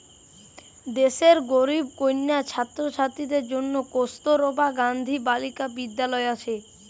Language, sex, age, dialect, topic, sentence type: Bengali, male, 25-30, Western, banking, statement